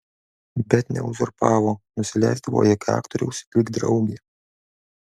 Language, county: Lithuanian, Alytus